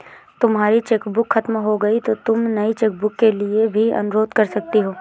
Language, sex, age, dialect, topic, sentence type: Hindi, female, 18-24, Awadhi Bundeli, banking, statement